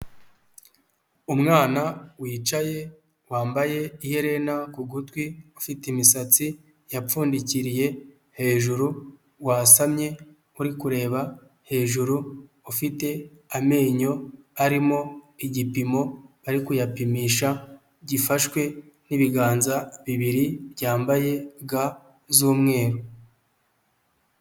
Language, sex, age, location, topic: Kinyarwanda, male, 25-35, Huye, health